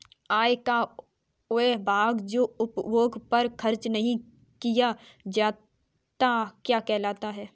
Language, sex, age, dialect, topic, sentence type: Hindi, female, 18-24, Kanauji Braj Bhasha, banking, question